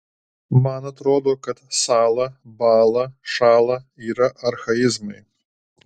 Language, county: Lithuanian, Alytus